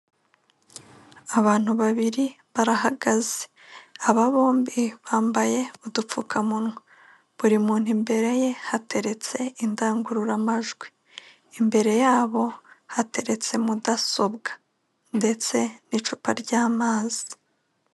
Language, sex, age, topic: Kinyarwanda, female, 25-35, government